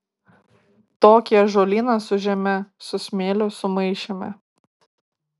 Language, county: Lithuanian, Kaunas